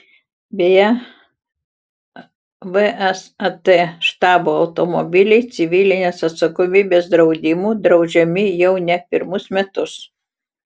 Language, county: Lithuanian, Utena